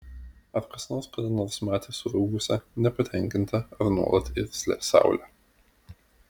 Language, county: Lithuanian, Vilnius